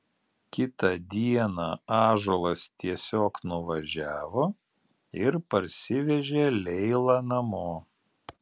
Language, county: Lithuanian, Alytus